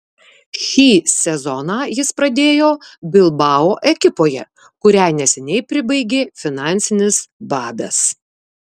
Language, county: Lithuanian, Kaunas